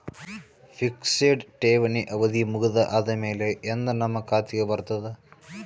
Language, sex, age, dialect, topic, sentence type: Kannada, male, 18-24, Northeastern, banking, question